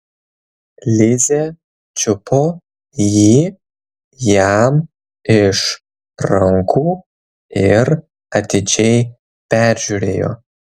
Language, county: Lithuanian, Kaunas